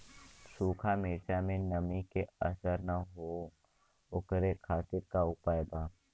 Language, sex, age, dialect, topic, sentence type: Bhojpuri, male, 18-24, Western, agriculture, question